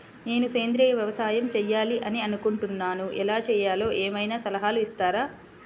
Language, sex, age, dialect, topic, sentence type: Telugu, female, 25-30, Central/Coastal, agriculture, question